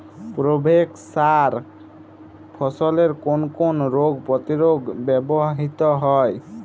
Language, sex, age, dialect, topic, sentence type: Bengali, male, 25-30, Jharkhandi, agriculture, question